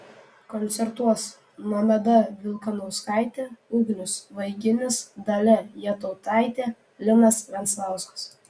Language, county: Lithuanian, Vilnius